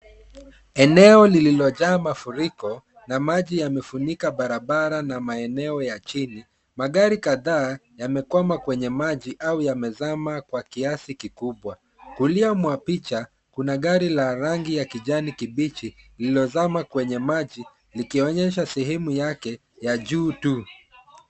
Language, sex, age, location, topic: Swahili, male, 36-49, Kisumu, health